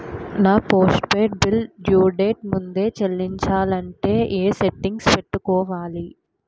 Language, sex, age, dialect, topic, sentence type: Telugu, female, 18-24, Utterandhra, banking, question